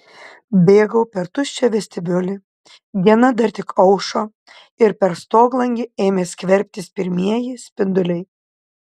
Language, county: Lithuanian, Panevėžys